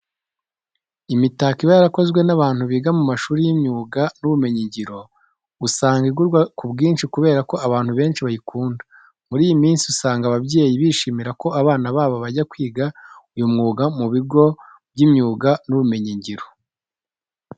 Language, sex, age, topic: Kinyarwanda, male, 25-35, education